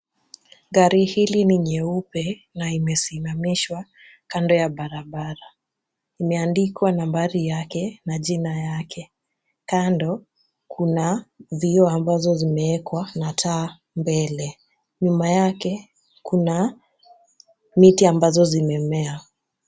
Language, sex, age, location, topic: Swahili, female, 36-49, Kisumu, finance